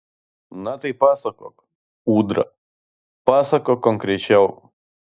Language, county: Lithuanian, Vilnius